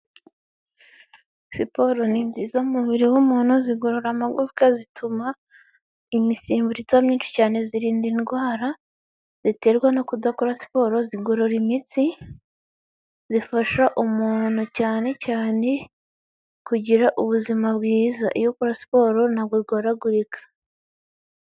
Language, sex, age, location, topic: Kinyarwanda, female, 25-35, Nyagatare, government